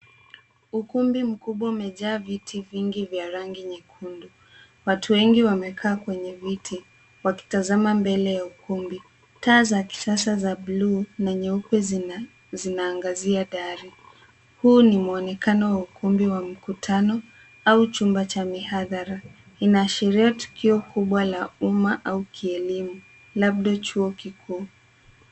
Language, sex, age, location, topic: Swahili, female, 18-24, Nairobi, education